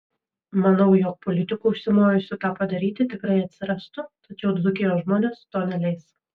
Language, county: Lithuanian, Vilnius